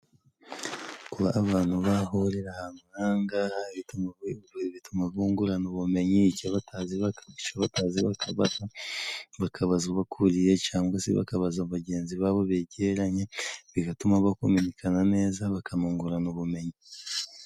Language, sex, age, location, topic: Kinyarwanda, male, 25-35, Musanze, government